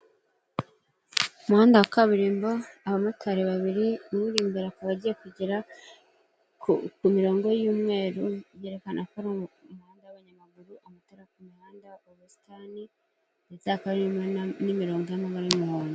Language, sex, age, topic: Kinyarwanda, female, 25-35, government